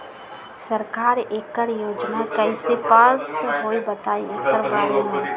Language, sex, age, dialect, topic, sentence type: Magahi, female, 25-30, Western, agriculture, question